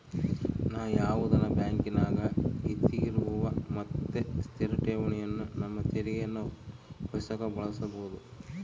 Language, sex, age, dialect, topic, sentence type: Kannada, male, 36-40, Central, banking, statement